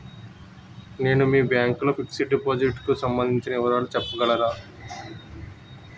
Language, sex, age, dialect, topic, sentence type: Telugu, male, 25-30, Utterandhra, banking, question